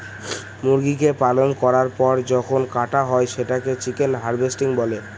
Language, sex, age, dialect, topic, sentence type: Bengali, male, <18, Northern/Varendri, agriculture, statement